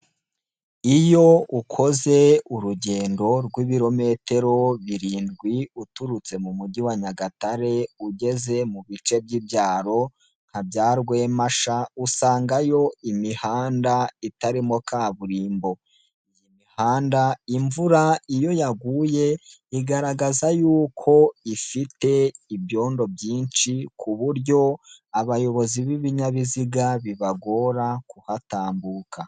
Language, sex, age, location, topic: Kinyarwanda, male, 18-24, Nyagatare, government